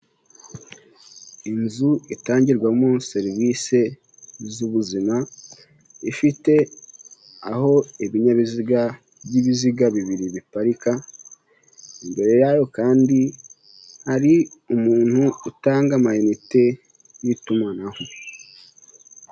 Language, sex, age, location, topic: Kinyarwanda, male, 18-24, Huye, health